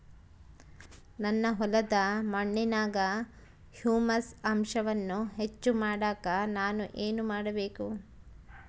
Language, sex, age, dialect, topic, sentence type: Kannada, female, 36-40, Central, agriculture, question